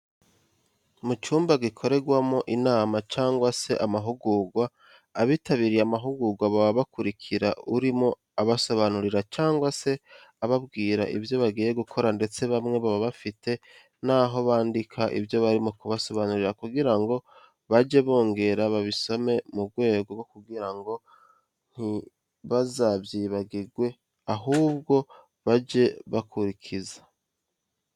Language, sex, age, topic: Kinyarwanda, male, 25-35, education